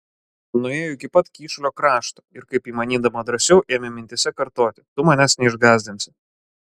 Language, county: Lithuanian, Klaipėda